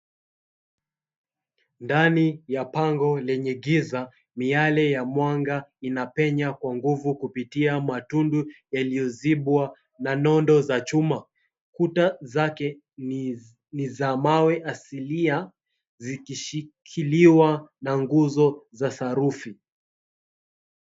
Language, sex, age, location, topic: Swahili, male, 25-35, Mombasa, government